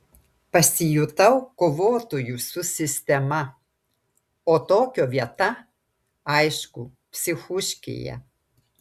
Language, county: Lithuanian, Klaipėda